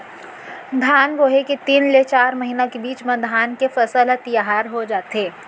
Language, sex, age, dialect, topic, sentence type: Chhattisgarhi, female, 18-24, Central, agriculture, statement